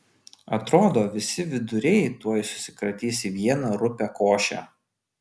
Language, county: Lithuanian, Vilnius